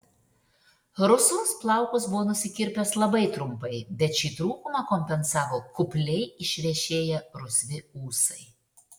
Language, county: Lithuanian, Šiauliai